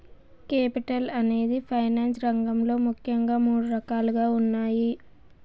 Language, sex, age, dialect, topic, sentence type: Telugu, female, 18-24, Southern, banking, statement